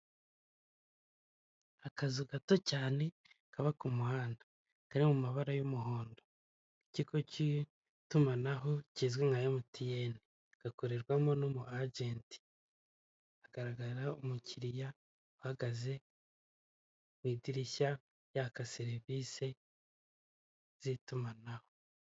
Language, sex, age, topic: Kinyarwanda, male, 25-35, finance